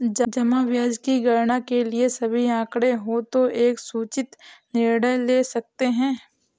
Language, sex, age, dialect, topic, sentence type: Hindi, female, 18-24, Awadhi Bundeli, banking, statement